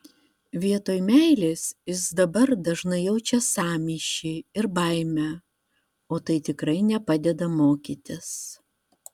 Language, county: Lithuanian, Vilnius